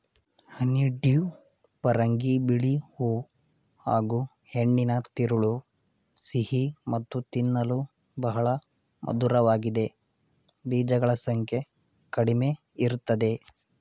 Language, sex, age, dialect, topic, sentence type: Kannada, male, 18-24, Mysore Kannada, agriculture, statement